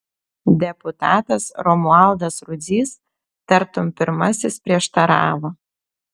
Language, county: Lithuanian, Telšiai